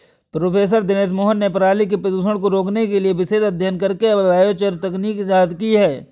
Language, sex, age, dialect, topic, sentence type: Hindi, male, 25-30, Awadhi Bundeli, agriculture, statement